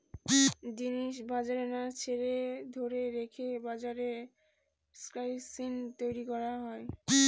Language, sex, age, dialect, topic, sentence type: Bengali, female, 18-24, Northern/Varendri, banking, statement